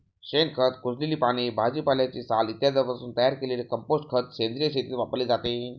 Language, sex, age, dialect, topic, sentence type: Marathi, male, 36-40, Standard Marathi, agriculture, statement